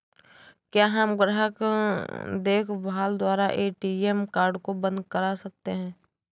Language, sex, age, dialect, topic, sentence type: Hindi, female, 18-24, Awadhi Bundeli, banking, question